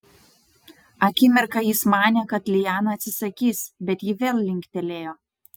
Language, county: Lithuanian, Utena